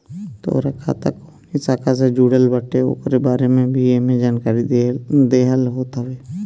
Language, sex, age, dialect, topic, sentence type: Bhojpuri, male, 25-30, Northern, banking, statement